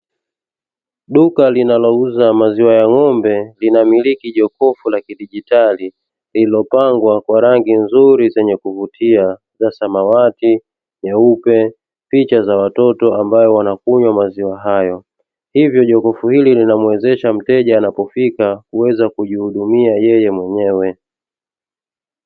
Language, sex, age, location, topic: Swahili, male, 25-35, Dar es Salaam, finance